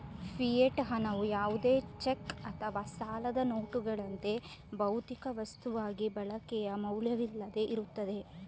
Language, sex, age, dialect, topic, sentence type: Kannada, female, 36-40, Coastal/Dakshin, banking, statement